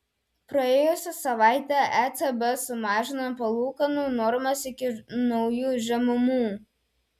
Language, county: Lithuanian, Telšiai